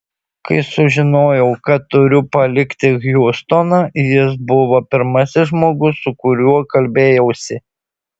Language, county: Lithuanian, Šiauliai